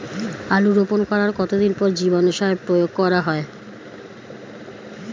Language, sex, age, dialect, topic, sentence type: Bengali, female, 41-45, Standard Colloquial, agriculture, question